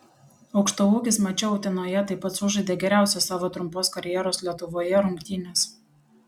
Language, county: Lithuanian, Panevėžys